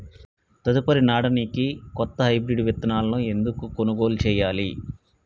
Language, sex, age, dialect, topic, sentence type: Telugu, male, 36-40, Telangana, agriculture, question